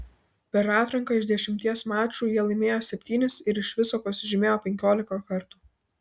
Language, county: Lithuanian, Vilnius